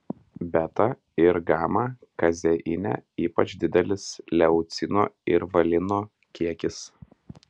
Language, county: Lithuanian, Klaipėda